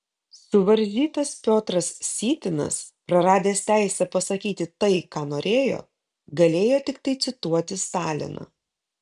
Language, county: Lithuanian, Kaunas